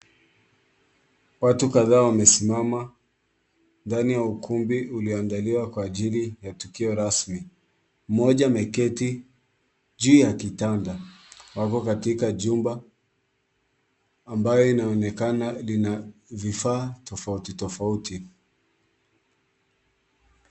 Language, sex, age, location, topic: Swahili, male, 18-24, Kisumu, health